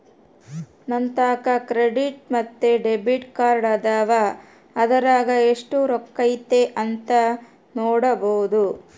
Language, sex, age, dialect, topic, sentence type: Kannada, female, 36-40, Central, banking, statement